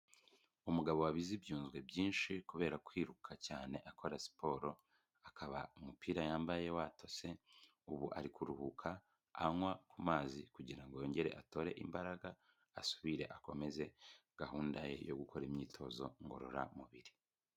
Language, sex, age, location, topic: Kinyarwanda, male, 25-35, Kigali, health